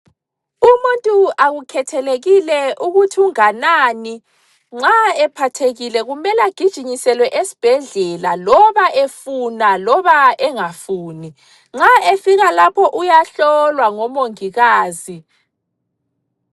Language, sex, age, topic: North Ndebele, female, 25-35, health